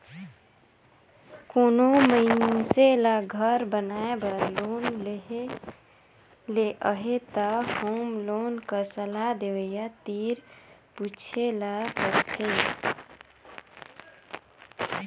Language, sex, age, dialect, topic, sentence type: Chhattisgarhi, female, 25-30, Northern/Bhandar, banking, statement